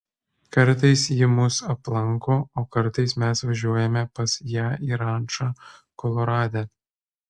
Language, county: Lithuanian, Kaunas